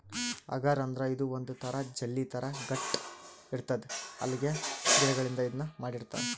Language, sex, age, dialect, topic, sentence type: Kannada, male, 31-35, Northeastern, agriculture, statement